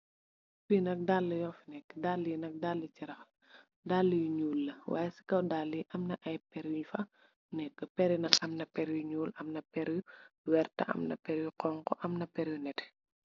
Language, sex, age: Wolof, female, 25-35